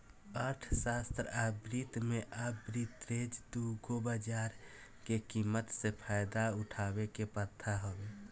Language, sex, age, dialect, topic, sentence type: Bhojpuri, male, 25-30, Southern / Standard, banking, statement